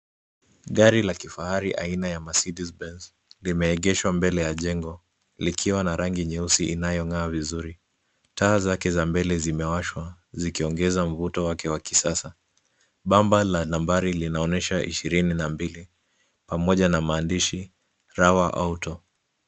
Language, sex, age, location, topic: Swahili, male, 25-35, Nairobi, finance